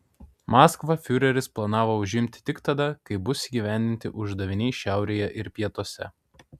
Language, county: Lithuanian, Kaunas